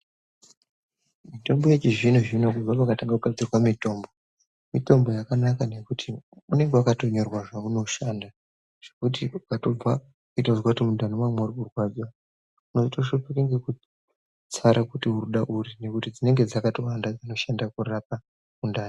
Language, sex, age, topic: Ndau, male, 18-24, health